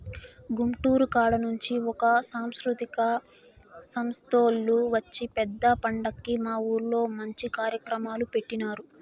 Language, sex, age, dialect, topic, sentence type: Telugu, female, 18-24, Southern, banking, statement